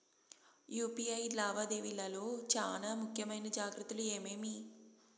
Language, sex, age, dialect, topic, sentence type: Telugu, female, 31-35, Southern, banking, question